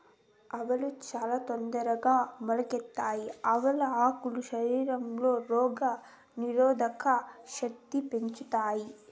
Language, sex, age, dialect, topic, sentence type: Telugu, female, 18-24, Southern, agriculture, statement